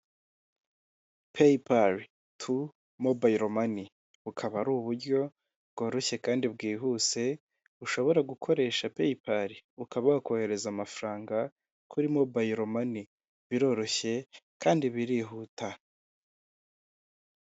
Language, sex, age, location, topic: Kinyarwanda, male, 18-24, Kigali, finance